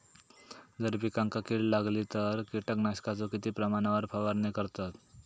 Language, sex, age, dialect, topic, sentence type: Marathi, male, 18-24, Southern Konkan, agriculture, question